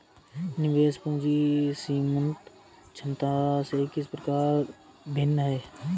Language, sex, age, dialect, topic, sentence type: Hindi, male, 25-30, Awadhi Bundeli, banking, question